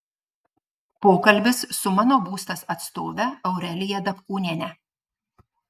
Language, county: Lithuanian, Marijampolė